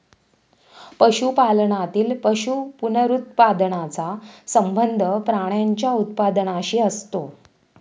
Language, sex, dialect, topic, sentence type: Marathi, female, Standard Marathi, agriculture, statement